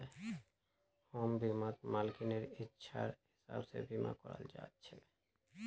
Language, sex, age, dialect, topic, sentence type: Magahi, male, 31-35, Northeastern/Surjapuri, banking, statement